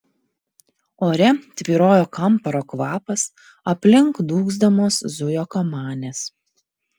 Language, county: Lithuanian, Vilnius